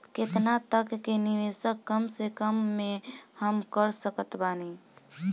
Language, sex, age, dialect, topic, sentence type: Bhojpuri, female, <18, Southern / Standard, banking, question